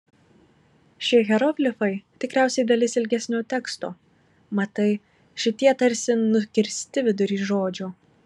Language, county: Lithuanian, Marijampolė